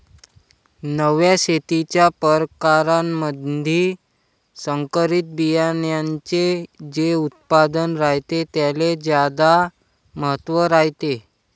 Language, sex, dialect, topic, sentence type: Marathi, male, Varhadi, agriculture, statement